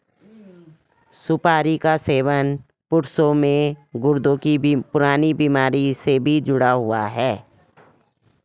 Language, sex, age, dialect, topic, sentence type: Hindi, female, 56-60, Garhwali, agriculture, statement